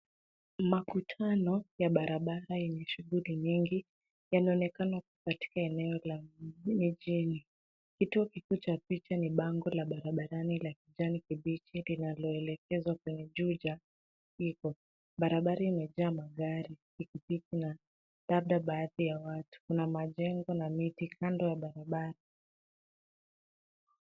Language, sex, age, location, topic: Swahili, female, 18-24, Nairobi, government